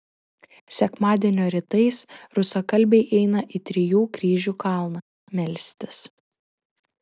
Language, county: Lithuanian, Šiauliai